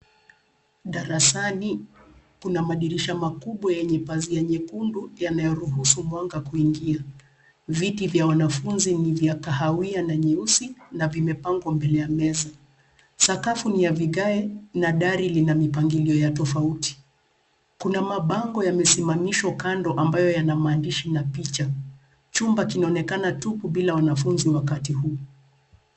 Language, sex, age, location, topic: Swahili, female, 36-49, Nairobi, education